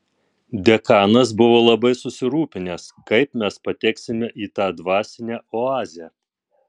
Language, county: Lithuanian, Tauragė